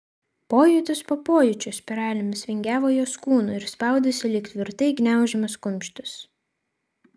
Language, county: Lithuanian, Vilnius